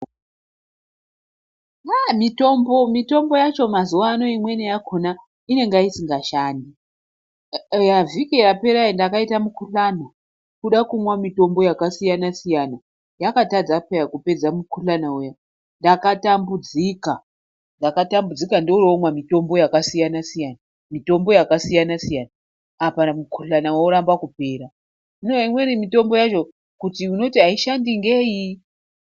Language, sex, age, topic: Ndau, female, 36-49, health